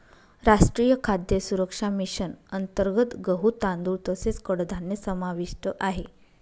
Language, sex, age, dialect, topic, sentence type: Marathi, female, 31-35, Northern Konkan, agriculture, statement